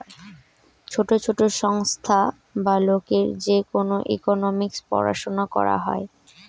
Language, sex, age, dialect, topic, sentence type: Bengali, female, 18-24, Western, banking, statement